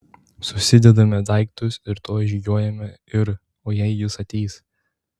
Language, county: Lithuanian, Tauragė